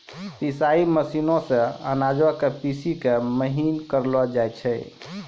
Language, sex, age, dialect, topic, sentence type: Maithili, male, 25-30, Angika, agriculture, statement